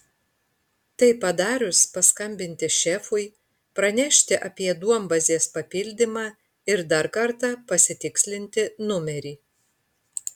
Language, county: Lithuanian, Panevėžys